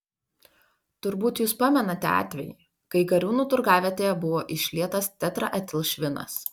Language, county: Lithuanian, Panevėžys